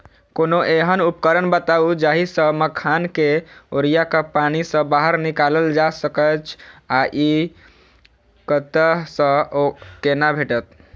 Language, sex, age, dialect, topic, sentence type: Maithili, male, 18-24, Southern/Standard, agriculture, question